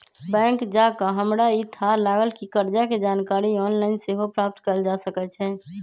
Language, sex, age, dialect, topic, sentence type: Magahi, male, 25-30, Western, banking, statement